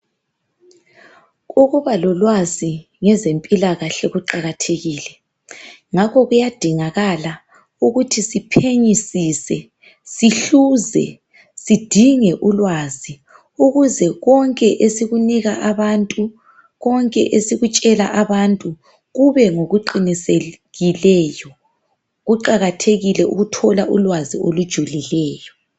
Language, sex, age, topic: North Ndebele, female, 36-49, health